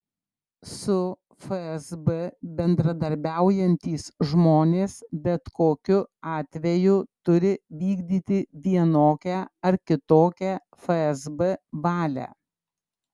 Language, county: Lithuanian, Klaipėda